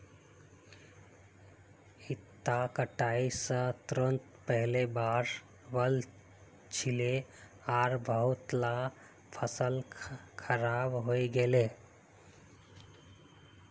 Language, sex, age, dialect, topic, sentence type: Magahi, male, 25-30, Northeastern/Surjapuri, agriculture, statement